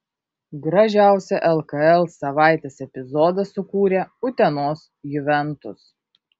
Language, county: Lithuanian, Kaunas